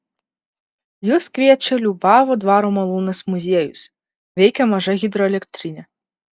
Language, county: Lithuanian, Vilnius